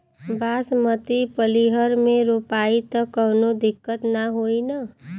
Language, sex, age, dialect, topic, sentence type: Bhojpuri, female, 25-30, Western, agriculture, question